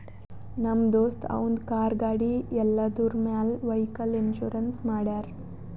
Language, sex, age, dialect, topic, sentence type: Kannada, female, 18-24, Northeastern, banking, statement